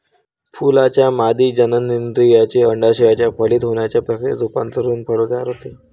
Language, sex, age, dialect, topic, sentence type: Marathi, male, 18-24, Varhadi, agriculture, statement